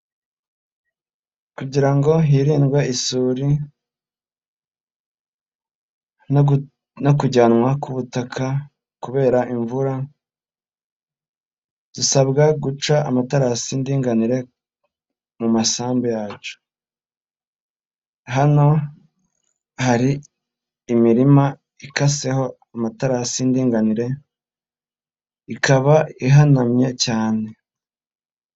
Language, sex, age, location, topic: Kinyarwanda, female, 18-24, Nyagatare, agriculture